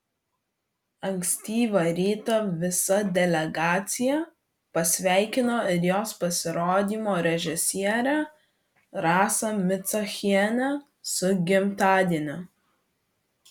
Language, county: Lithuanian, Vilnius